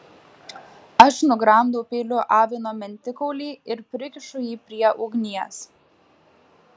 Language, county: Lithuanian, Klaipėda